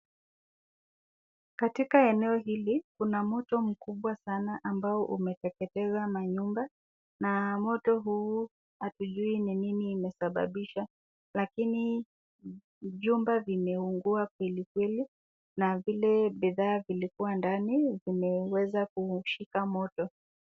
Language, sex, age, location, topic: Swahili, female, 36-49, Nakuru, health